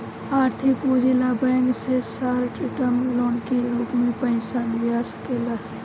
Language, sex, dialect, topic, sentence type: Bhojpuri, female, Southern / Standard, banking, statement